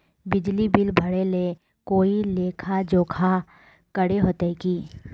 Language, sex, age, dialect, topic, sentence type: Magahi, female, 25-30, Northeastern/Surjapuri, banking, question